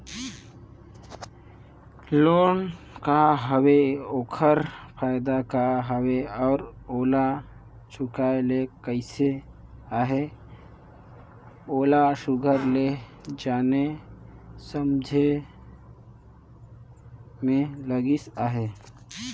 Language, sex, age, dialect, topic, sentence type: Chhattisgarhi, male, 18-24, Northern/Bhandar, banking, statement